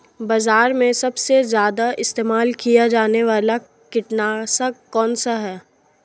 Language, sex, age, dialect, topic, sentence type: Hindi, female, 18-24, Marwari Dhudhari, agriculture, question